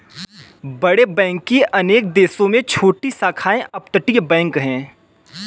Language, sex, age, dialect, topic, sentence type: Hindi, male, 18-24, Kanauji Braj Bhasha, banking, statement